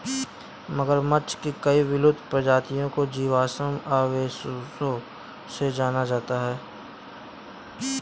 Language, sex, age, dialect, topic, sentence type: Hindi, male, 18-24, Kanauji Braj Bhasha, agriculture, statement